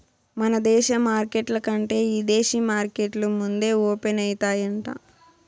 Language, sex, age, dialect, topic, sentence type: Telugu, female, 18-24, Southern, banking, statement